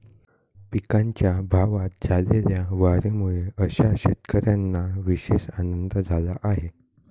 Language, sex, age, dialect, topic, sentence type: Marathi, male, 18-24, Northern Konkan, agriculture, statement